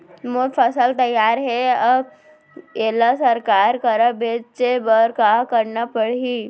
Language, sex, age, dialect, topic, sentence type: Chhattisgarhi, female, 36-40, Central, agriculture, question